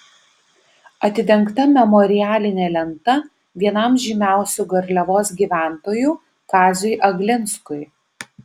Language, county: Lithuanian, Vilnius